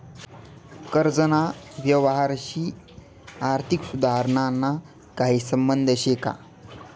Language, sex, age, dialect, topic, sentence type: Marathi, male, 18-24, Northern Konkan, banking, statement